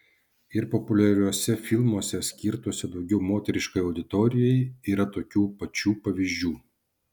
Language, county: Lithuanian, Šiauliai